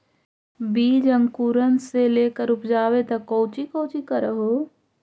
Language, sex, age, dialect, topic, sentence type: Magahi, female, 51-55, Central/Standard, agriculture, question